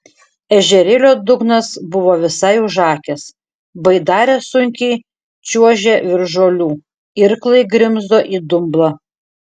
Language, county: Lithuanian, Šiauliai